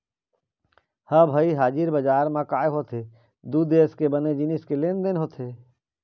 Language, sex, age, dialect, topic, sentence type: Chhattisgarhi, male, 25-30, Eastern, banking, statement